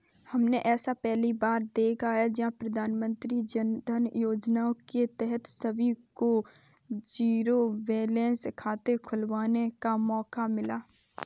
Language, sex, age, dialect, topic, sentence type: Hindi, female, 18-24, Kanauji Braj Bhasha, banking, statement